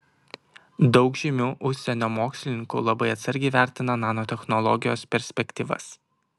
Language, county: Lithuanian, Kaunas